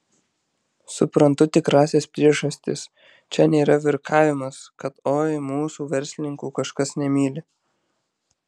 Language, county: Lithuanian, Marijampolė